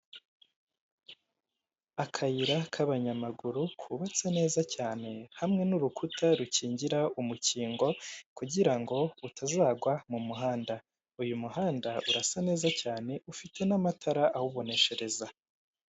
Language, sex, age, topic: Kinyarwanda, male, 18-24, government